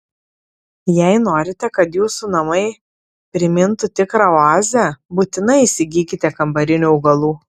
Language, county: Lithuanian, Klaipėda